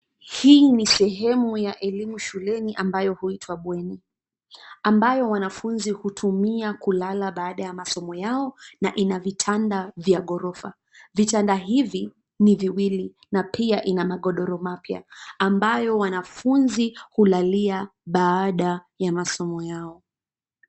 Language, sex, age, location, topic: Swahili, female, 25-35, Nairobi, education